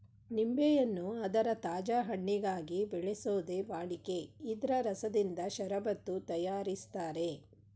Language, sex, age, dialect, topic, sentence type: Kannada, female, 41-45, Mysore Kannada, agriculture, statement